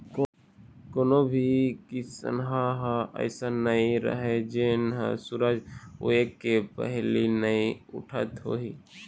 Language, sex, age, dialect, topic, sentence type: Chhattisgarhi, male, 25-30, Eastern, agriculture, statement